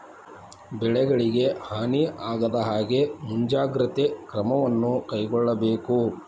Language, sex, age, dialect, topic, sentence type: Kannada, male, 56-60, Dharwad Kannada, agriculture, statement